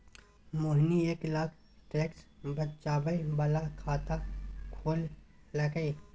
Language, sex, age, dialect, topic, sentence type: Maithili, male, 18-24, Bajjika, banking, statement